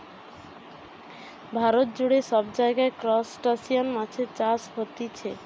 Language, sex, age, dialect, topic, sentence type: Bengali, male, 60-100, Western, agriculture, statement